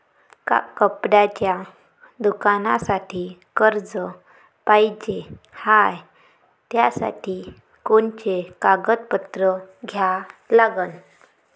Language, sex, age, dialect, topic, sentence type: Marathi, female, 18-24, Varhadi, banking, question